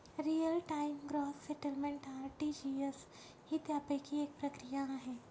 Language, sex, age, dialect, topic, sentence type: Marathi, male, 18-24, Northern Konkan, banking, statement